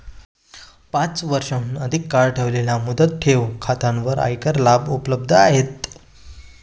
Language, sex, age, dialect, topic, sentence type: Marathi, male, 25-30, Standard Marathi, banking, statement